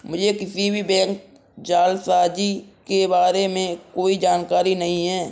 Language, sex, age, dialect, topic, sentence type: Hindi, male, 60-100, Kanauji Braj Bhasha, banking, statement